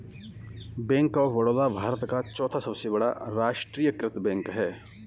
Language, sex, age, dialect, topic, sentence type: Hindi, male, 41-45, Kanauji Braj Bhasha, banking, statement